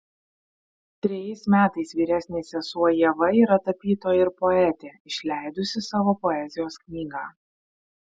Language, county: Lithuanian, Vilnius